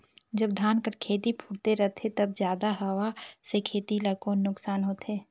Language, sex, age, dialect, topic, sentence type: Chhattisgarhi, female, 18-24, Northern/Bhandar, agriculture, question